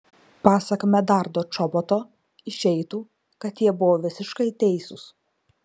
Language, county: Lithuanian, Marijampolė